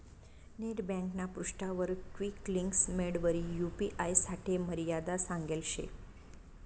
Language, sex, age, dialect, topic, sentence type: Marathi, female, 41-45, Northern Konkan, banking, statement